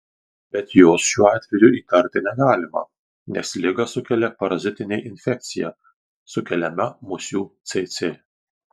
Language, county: Lithuanian, Marijampolė